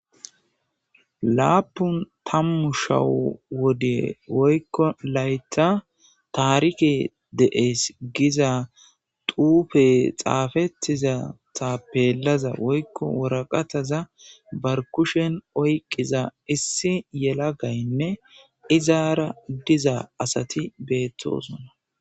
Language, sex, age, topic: Gamo, male, 18-24, government